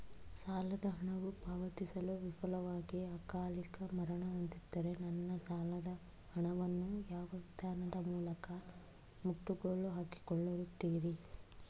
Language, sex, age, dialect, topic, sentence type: Kannada, female, 36-40, Mysore Kannada, banking, question